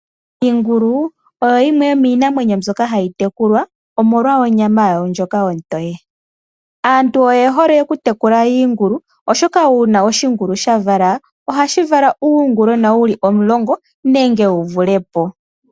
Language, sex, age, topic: Oshiwambo, female, 18-24, agriculture